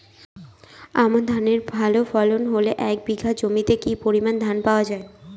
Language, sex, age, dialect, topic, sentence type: Bengali, female, 18-24, Northern/Varendri, agriculture, question